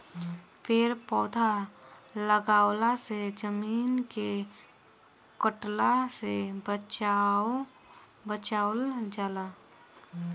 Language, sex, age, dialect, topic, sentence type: Bhojpuri, female, <18, Southern / Standard, agriculture, statement